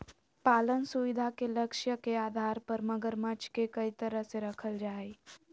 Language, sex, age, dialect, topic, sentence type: Magahi, female, 18-24, Southern, agriculture, statement